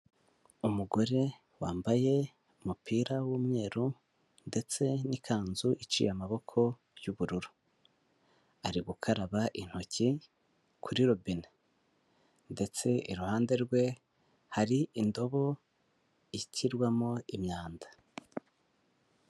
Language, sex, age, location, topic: Kinyarwanda, male, 18-24, Huye, health